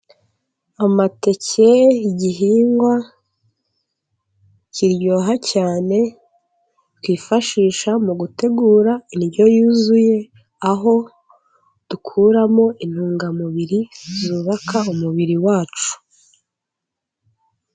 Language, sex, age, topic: Kinyarwanda, female, 18-24, agriculture